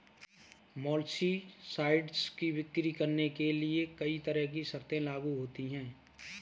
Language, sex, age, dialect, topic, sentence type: Hindi, male, 25-30, Kanauji Braj Bhasha, agriculture, statement